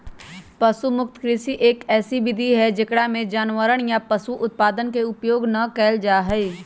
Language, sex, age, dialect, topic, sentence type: Magahi, female, 25-30, Western, agriculture, statement